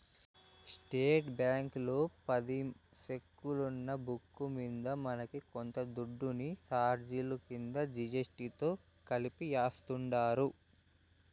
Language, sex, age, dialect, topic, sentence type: Telugu, male, 18-24, Southern, banking, statement